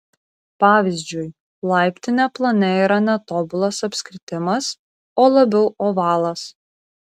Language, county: Lithuanian, Kaunas